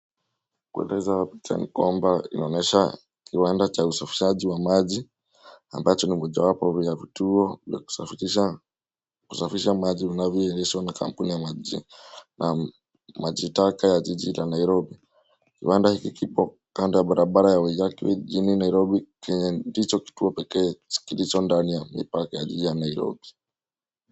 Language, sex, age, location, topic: Swahili, male, 18-24, Nairobi, government